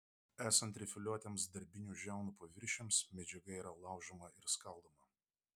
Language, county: Lithuanian, Vilnius